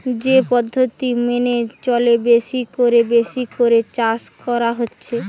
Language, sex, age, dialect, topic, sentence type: Bengali, female, 18-24, Western, agriculture, statement